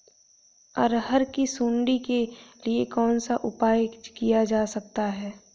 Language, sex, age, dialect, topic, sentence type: Hindi, female, 18-24, Awadhi Bundeli, agriculture, question